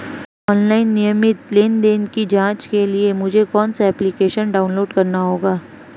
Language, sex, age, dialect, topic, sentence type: Hindi, female, 25-30, Marwari Dhudhari, banking, question